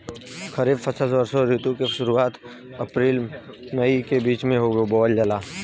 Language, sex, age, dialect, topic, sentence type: Bhojpuri, male, 18-24, Western, agriculture, statement